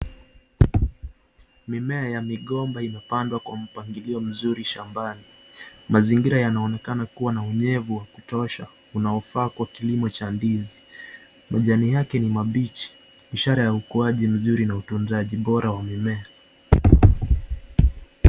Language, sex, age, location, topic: Swahili, male, 25-35, Nakuru, agriculture